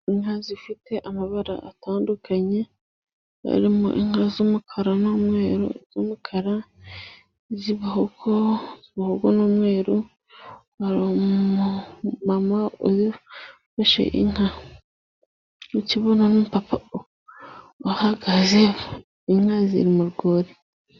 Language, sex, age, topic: Kinyarwanda, female, 25-35, agriculture